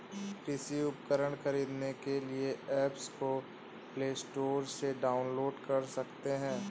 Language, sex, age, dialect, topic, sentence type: Hindi, male, 18-24, Hindustani Malvi Khadi Boli, agriculture, statement